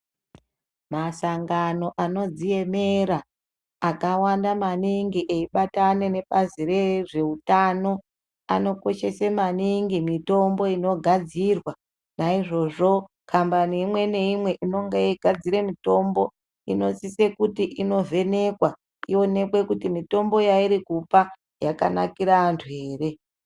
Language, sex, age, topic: Ndau, female, 36-49, health